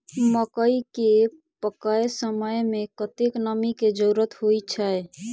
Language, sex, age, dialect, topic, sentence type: Maithili, female, 18-24, Southern/Standard, agriculture, question